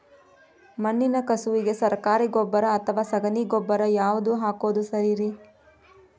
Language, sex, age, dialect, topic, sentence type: Kannada, female, 25-30, Dharwad Kannada, agriculture, question